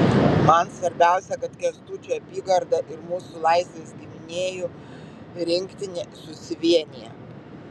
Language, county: Lithuanian, Vilnius